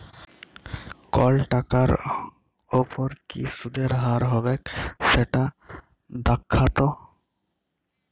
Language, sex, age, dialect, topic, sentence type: Bengali, male, 25-30, Jharkhandi, banking, statement